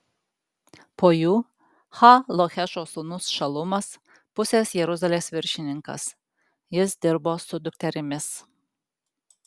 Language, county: Lithuanian, Alytus